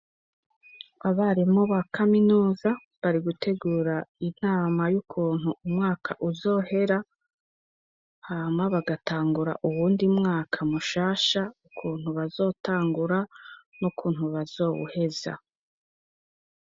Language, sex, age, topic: Rundi, female, 25-35, education